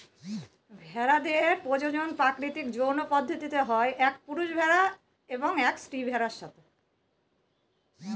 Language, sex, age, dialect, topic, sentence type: Bengali, female, 18-24, Northern/Varendri, agriculture, statement